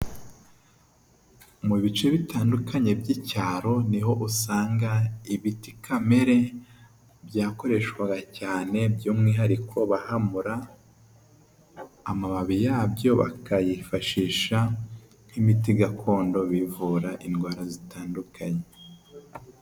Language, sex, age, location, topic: Kinyarwanda, male, 18-24, Huye, health